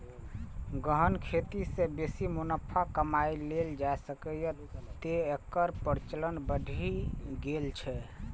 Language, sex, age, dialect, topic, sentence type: Maithili, male, 25-30, Eastern / Thethi, agriculture, statement